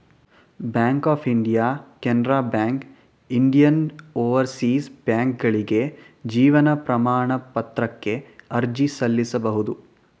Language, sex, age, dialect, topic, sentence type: Kannada, male, 18-24, Mysore Kannada, banking, statement